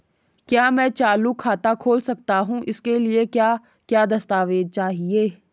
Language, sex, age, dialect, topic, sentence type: Hindi, female, 18-24, Garhwali, banking, question